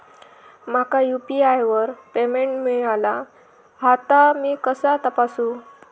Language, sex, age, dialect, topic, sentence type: Marathi, female, 18-24, Southern Konkan, banking, question